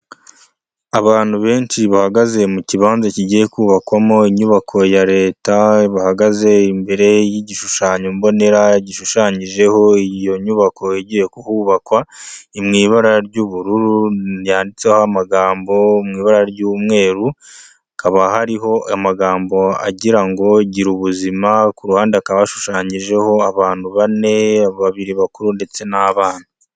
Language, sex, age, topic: Kinyarwanda, male, 25-35, government